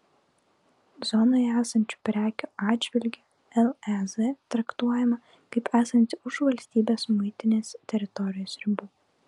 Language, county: Lithuanian, Klaipėda